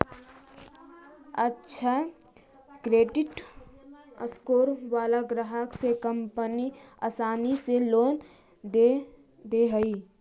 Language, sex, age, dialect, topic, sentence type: Magahi, female, 18-24, Central/Standard, banking, statement